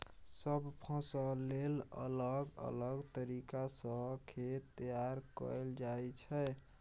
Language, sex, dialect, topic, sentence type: Maithili, male, Bajjika, agriculture, statement